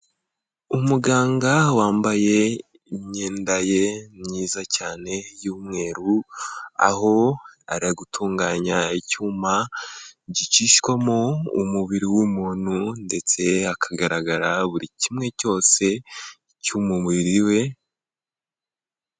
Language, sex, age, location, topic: Kinyarwanda, male, 18-24, Kigali, health